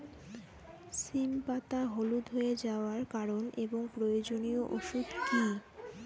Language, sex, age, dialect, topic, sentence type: Bengali, female, 18-24, Rajbangshi, agriculture, question